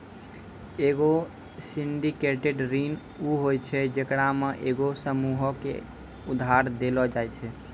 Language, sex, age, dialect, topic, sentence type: Maithili, male, 18-24, Angika, banking, statement